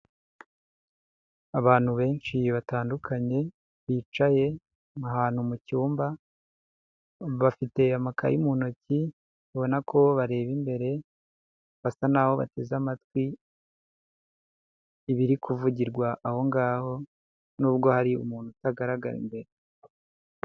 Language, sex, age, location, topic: Kinyarwanda, male, 50+, Huye, health